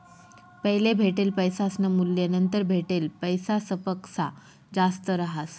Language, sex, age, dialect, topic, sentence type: Marathi, female, 25-30, Northern Konkan, banking, statement